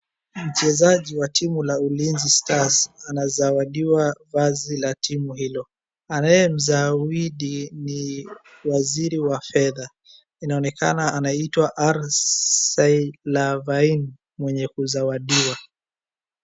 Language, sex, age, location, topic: Swahili, male, 18-24, Wajir, government